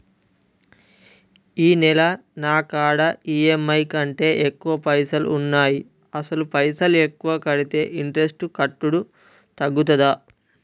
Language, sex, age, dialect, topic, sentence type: Telugu, male, 18-24, Telangana, banking, question